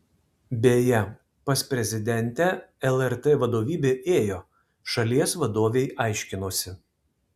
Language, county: Lithuanian, Kaunas